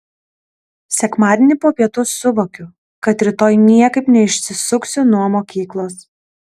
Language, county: Lithuanian, Kaunas